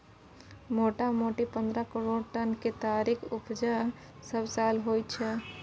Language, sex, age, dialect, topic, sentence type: Maithili, female, 18-24, Bajjika, agriculture, statement